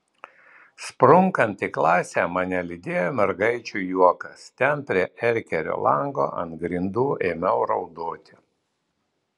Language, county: Lithuanian, Vilnius